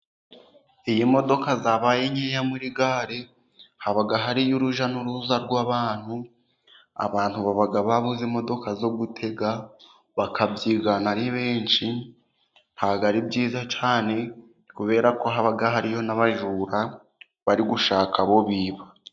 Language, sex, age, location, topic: Kinyarwanda, male, 18-24, Musanze, government